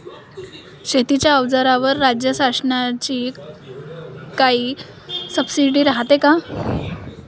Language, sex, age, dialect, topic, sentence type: Marathi, female, 18-24, Varhadi, agriculture, question